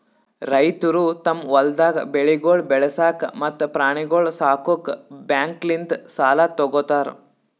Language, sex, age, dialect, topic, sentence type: Kannada, male, 18-24, Northeastern, agriculture, statement